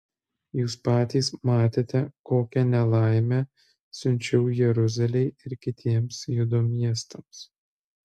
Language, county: Lithuanian, Kaunas